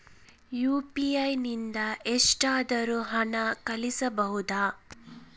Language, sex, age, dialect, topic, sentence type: Kannada, female, 25-30, Central, banking, question